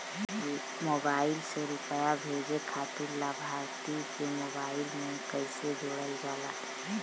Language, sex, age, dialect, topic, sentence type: Bhojpuri, female, 31-35, Western, banking, question